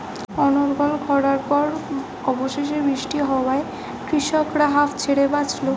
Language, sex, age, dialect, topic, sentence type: Bengali, female, 25-30, Standard Colloquial, agriculture, question